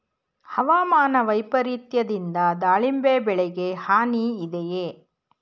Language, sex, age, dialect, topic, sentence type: Kannada, female, 51-55, Mysore Kannada, agriculture, question